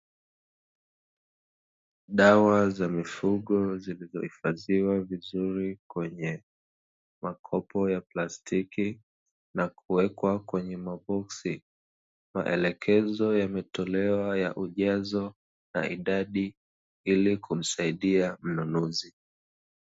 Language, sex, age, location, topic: Swahili, male, 25-35, Dar es Salaam, agriculture